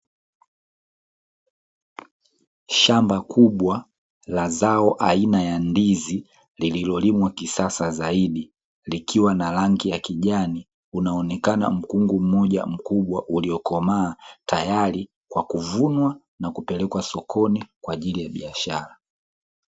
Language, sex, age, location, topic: Swahili, male, 18-24, Dar es Salaam, agriculture